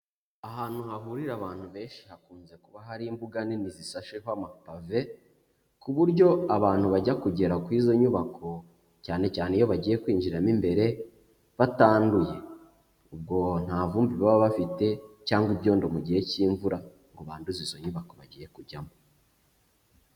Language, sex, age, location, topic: Kinyarwanda, male, 25-35, Huye, education